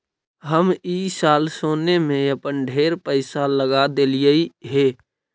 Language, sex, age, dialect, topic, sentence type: Magahi, male, 31-35, Central/Standard, banking, statement